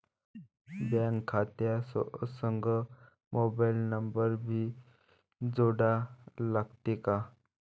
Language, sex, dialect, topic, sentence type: Marathi, male, Varhadi, banking, question